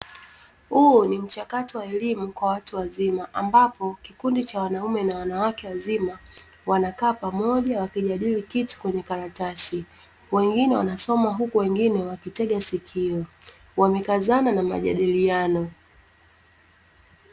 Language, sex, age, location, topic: Swahili, female, 25-35, Dar es Salaam, education